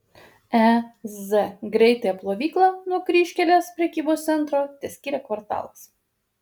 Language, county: Lithuanian, Kaunas